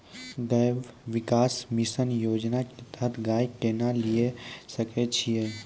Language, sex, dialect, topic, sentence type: Maithili, male, Angika, banking, question